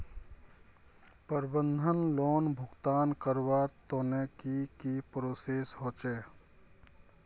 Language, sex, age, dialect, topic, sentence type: Magahi, male, 31-35, Northeastern/Surjapuri, banking, question